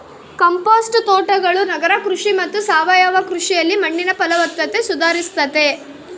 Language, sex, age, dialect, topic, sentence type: Kannada, female, 18-24, Central, agriculture, statement